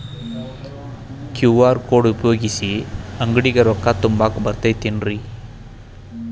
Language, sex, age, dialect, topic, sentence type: Kannada, male, 36-40, Dharwad Kannada, banking, question